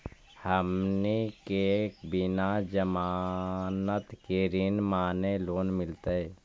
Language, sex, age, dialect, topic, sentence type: Magahi, male, 51-55, Central/Standard, banking, question